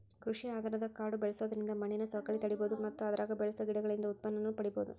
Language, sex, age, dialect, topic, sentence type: Kannada, female, 41-45, Dharwad Kannada, agriculture, statement